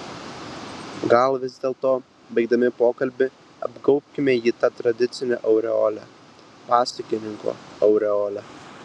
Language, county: Lithuanian, Vilnius